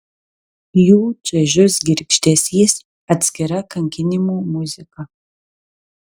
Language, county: Lithuanian, Telšiai